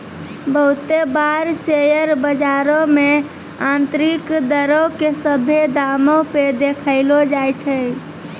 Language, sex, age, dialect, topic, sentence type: Maithili, female, 18-24, Angika, banking, statement